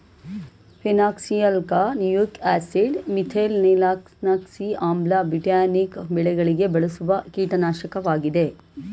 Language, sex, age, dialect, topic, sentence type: Kannada, female, 18-24, Mysore Kannada, agriculture, statement